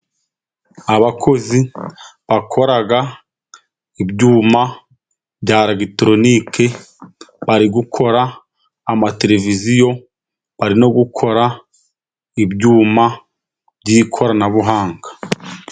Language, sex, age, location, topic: Kinyarwanda, male, 25-35, Musanze, education